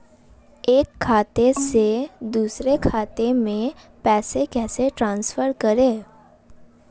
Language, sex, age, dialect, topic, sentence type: Hindi, female, 18-24, Marwari Dhudhari, banking, question